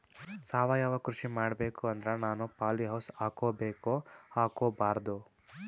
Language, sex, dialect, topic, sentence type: Kannada, male, Northeastern, agriculture, question